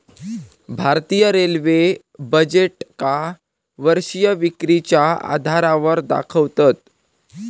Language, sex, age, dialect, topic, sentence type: Marathi, male, 18-24, Southern Konkan, banking, statement